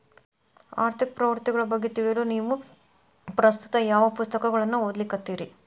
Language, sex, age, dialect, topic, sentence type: Kannada, female, 31-35, Dharwad Kannada, banking, statement